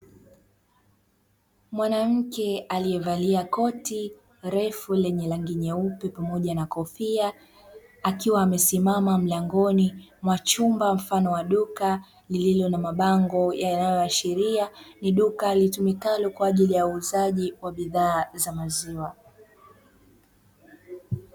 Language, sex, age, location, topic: Swahili, female, 25-35, Dar es Salaam, finance